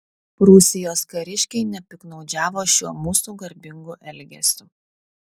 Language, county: Lithuanian, Vilnius